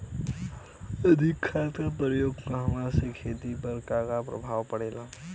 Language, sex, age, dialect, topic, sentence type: Bhojpuri, male, 18-24, Western, agriculture, question